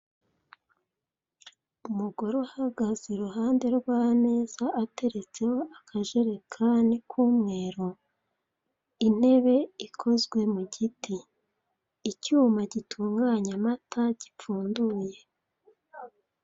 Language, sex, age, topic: Kinyarwanda, female, 36-49, finance